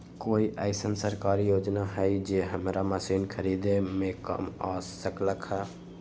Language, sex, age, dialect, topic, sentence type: Magahi, male, 18-24, Western, agriculture, question